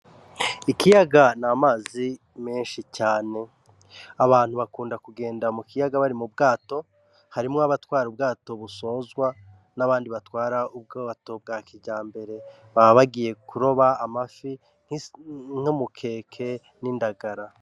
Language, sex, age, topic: Rundi, male, 36-49, agriculture